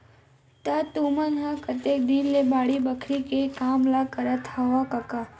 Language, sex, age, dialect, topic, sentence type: Chhattisgarhi, female, 18-24, Western/Budati/Khatahi, agriculture, statement